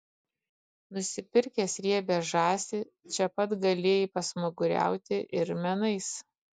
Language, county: Lithuanian, Kaunas